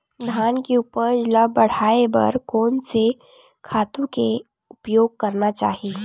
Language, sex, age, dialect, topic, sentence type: Chhattisgarhi, female, 31-35, Western/Budati/Khatahi, agriculture, question